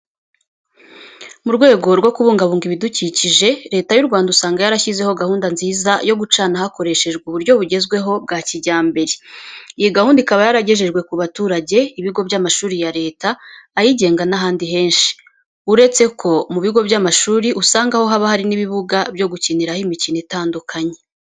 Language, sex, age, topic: Kinyarwanda, female, 25-35, education